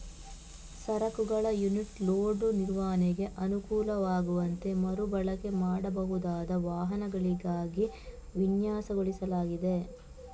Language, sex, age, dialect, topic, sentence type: Kannada, female, 18-24, Coastal/Dakshin, banking, statement